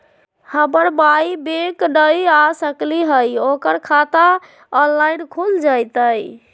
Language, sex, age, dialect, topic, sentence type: Magahi, female, 25-30, Southern, banking, question